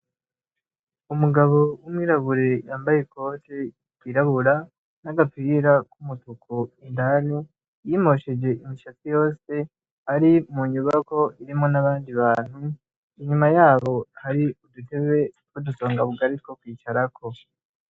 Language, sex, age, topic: Rundi, male, 18-24, education